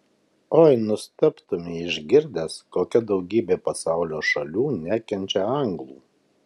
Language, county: Lithuanian, Kaunas